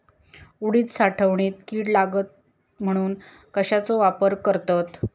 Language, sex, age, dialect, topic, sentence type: Marathi, female, 31-35, Southern Konkan, agriculture, question